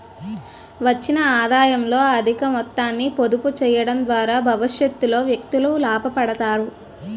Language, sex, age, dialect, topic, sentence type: Telugu, female, 46-50, Utterandhra, banking, statement